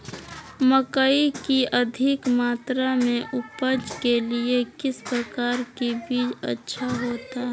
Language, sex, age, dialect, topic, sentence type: Magahi, female, 31-35, Southern, agriculture, question